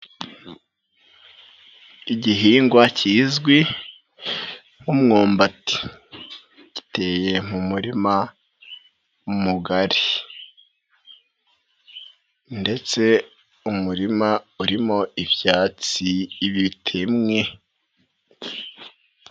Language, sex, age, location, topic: Kinyarwanda, male, 25-35, Nyagatare, agriculture